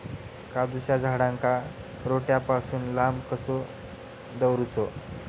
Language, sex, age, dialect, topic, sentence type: Marathi, male, 41-45, Southern Konkan, agriculture, question